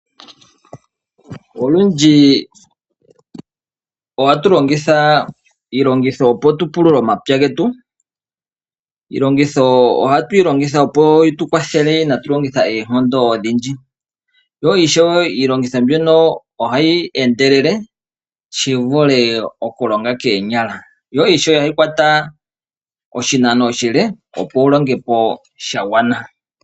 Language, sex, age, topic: Oshiwambo, male, 25-35, agriculture